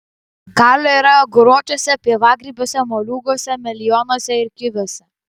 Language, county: Lithuanian, Vilnius